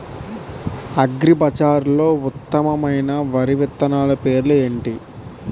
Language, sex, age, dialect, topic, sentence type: Telugu, male, 18-24, Utterandhra, agriculture, question